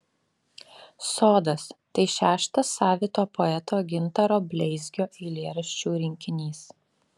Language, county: Lithuanian, Alytus